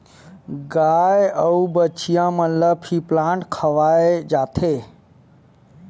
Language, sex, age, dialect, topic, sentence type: Chhattisgarhi, male, 25-30, Western/Budati/Khatahi, agriculture, statement